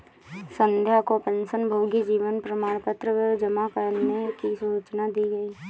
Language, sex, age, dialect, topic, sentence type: Hindi, female, 18-24, Awadhi Bundeli, banking, statement